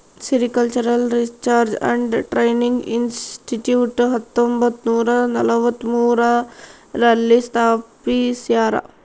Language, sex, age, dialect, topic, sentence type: Kannada, female, 18-24, Central, agriculture, statement